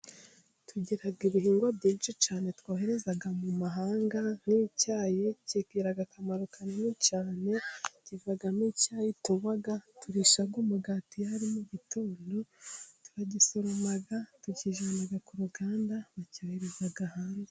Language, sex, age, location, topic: Kinyarwanda, female, 18-24, Musanze, agriculture